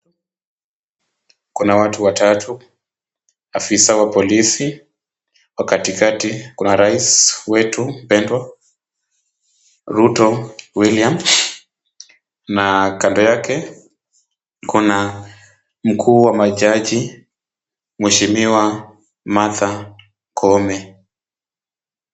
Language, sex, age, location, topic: Swahili, male, 25-35, Kisumu, government